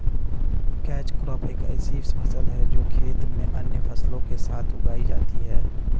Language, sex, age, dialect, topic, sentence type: Hindi, male, 31-35, Hindustani Malvi Khadi Boli, agriculture, statement